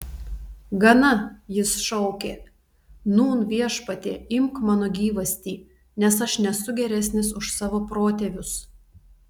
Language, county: Lithuanian, Telšiai